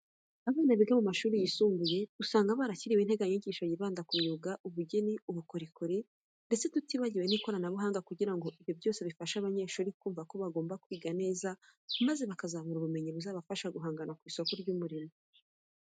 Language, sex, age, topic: Kinyarwanda, female, 25-35, education